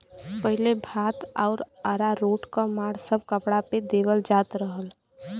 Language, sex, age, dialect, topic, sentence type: Bhojpuri, female, 18-24, Western, agriculture, statement